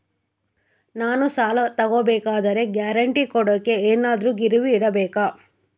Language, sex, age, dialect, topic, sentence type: Kannada, female, 56-60, Central, banking, question